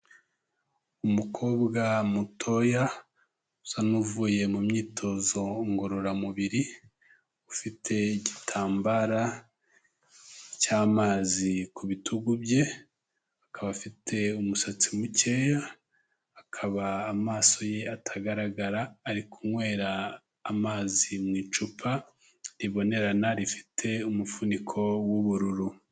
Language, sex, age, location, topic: Kinyarwanda, male, 25-35, Kigali, health